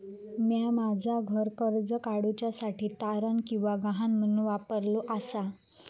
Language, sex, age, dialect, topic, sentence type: Marathi, female, 25-30, Southern Konkan, banking, statement